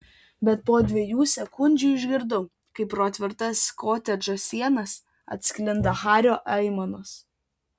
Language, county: Lithuanian, Vilnius